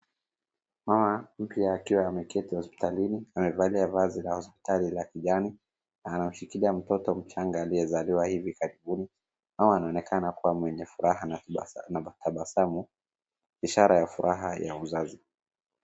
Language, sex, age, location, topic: Swahili, male, 36-49, Wajir, health